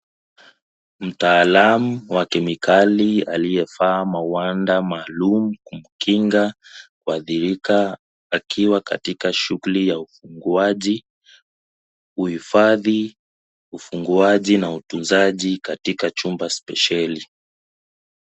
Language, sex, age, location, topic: Swahili, male, 18-24, Kisii, health